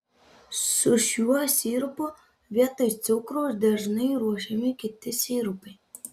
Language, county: Lithuanian, Panevėžys